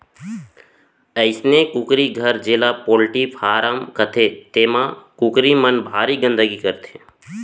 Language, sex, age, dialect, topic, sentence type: Chhattisgarhi, male, 31-35, Central, agriculture, statement